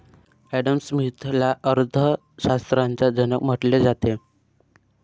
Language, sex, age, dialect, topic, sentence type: Marathi, male, 18-24, Varhadi, banking, statement